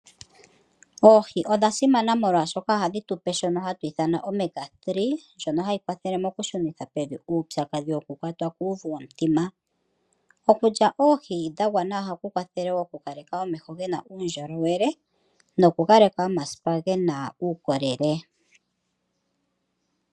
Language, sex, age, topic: Oshiwambo, female, 25-35, agriculture